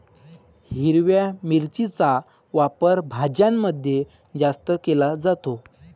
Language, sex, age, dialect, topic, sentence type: Marathi, male, 18-24, Varhadi, agriculture, statement